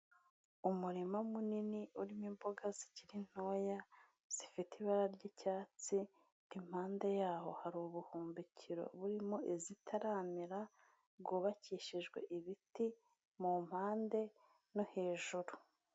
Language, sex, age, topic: Kinyarwanda, female, 25-35, government